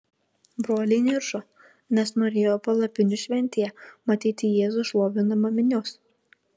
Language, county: Lithuanian, Kaunas